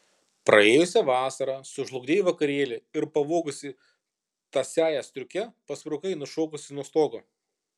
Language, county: Lithuanian, Kaunas